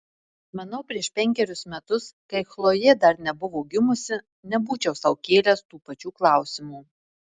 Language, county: Lithuanian, Marijampolė